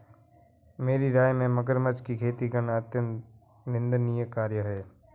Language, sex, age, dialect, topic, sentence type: Hindi, male, 18-24, Marwari Dhudhari, agriculture, statement